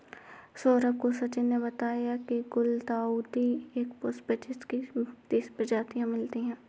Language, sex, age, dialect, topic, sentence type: Hindi, female, 60-100, Awadhi Bundeli, agriculture, statement